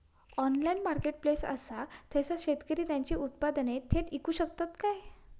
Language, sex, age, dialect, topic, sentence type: Marathi, female, 41-45, Southern Konkan, agriculture, statement